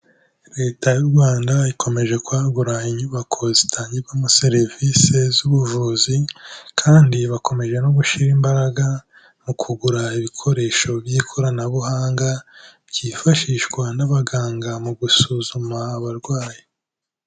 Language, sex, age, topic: Kinyarwanda, male, 18-24, health